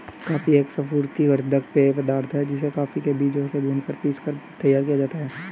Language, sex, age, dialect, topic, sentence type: Hindi, male, 18-24, Hindustani Malvi Khadi Boli, agriculture, statement